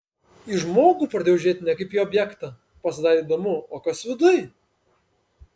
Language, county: Lithuanian, Panevėžys